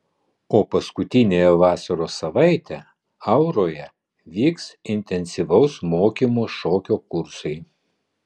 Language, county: Lithuanian, Vilnius